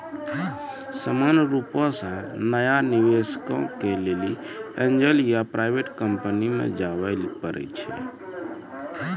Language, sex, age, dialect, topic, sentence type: Maithili, male, 46-50, Angika, banking, statement